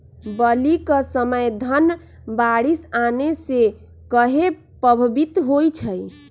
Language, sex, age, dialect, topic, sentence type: Magahi, female, 25-30, Western, agriculture, question